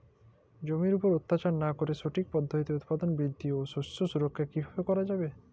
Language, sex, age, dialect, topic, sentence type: Bengali, male, 25-30, Jharkhandi, agriculture, question